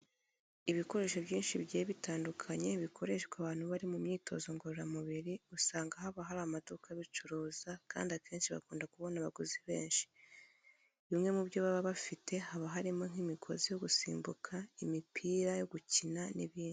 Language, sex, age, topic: Kinyarwanda, female, 25-35, education